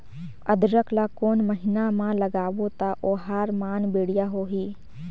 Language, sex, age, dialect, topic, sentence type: Chhattisgarhi, female, 18-24, Northern/Bhandar, agriculture, question